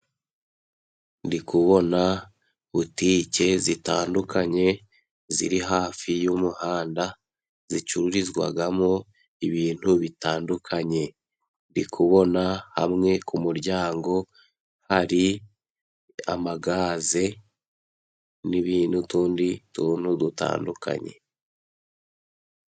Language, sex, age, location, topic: Kinyarwanda, male, 18-24, Musanze, finance